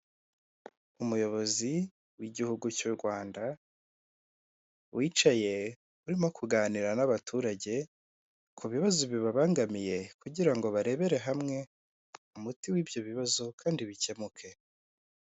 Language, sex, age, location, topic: Kinyarwanda, male, 18-24, Kigali, government